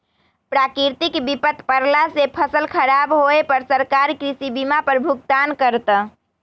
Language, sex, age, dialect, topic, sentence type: Magahi, female, 18-24, Western, agriculture, statement